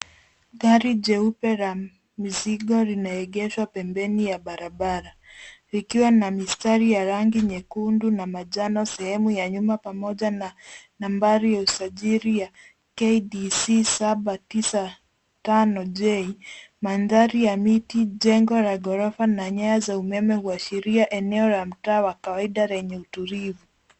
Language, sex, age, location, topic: Swahili, female, 18-24, Nairobi, finance